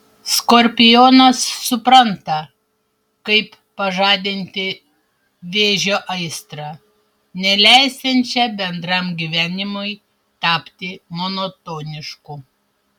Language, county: Lithuanian, Panevėžys